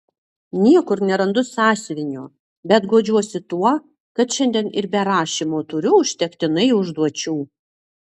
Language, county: Lithuanian, Utena